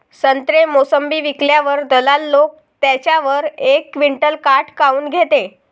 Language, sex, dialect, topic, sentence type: Marathi, female, Varhadi, agriculture, question